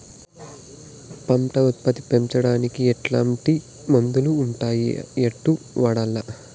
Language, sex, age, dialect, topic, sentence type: Telugu, male, 18-24, Southern, agriculture, question